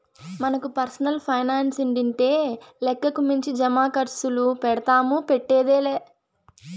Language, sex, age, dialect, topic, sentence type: Telugu, female, 18-24, Southern, banking, statement